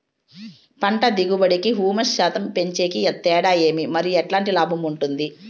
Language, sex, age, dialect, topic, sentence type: Telugu, male, 56-60, Southern, agriculture, question